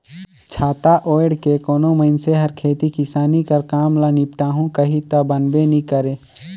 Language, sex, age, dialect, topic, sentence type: Chhattisgarhi, male, 18-24, Northern/Bhandar, agriculture, statement